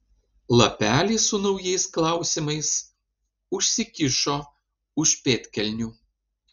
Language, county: Lithuanian, Panevėžys